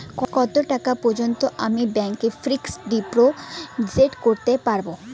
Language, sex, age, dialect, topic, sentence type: Bengali, female, 18-24, Rajbangshi, banking, question